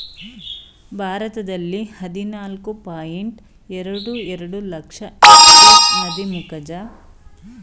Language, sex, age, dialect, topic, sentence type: Kannada, female, 36-40, Mysore Kannada, agriculture, statement